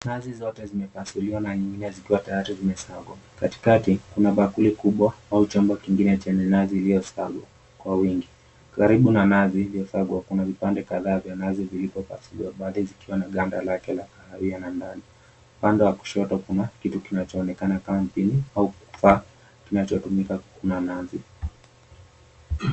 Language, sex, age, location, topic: Swahili, male, 18-24, Mombasa, agriculture